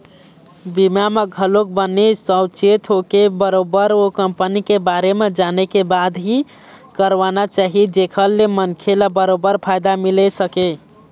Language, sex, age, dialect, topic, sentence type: Chhattisgarhi, male, 18-24, Eastern, banking, statement